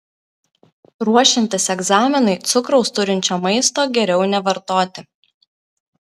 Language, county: Lithuanian, Kaunas